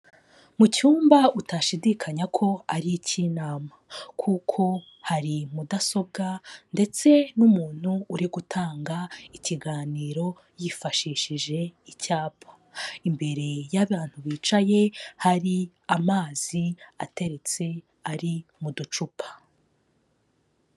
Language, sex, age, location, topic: Kinyarwanda, female, 25-35, Kigali, health